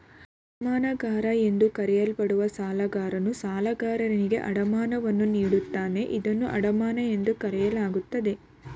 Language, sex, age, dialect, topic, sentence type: Kannada, female, 18-24, Mysore Kannada, banking, statement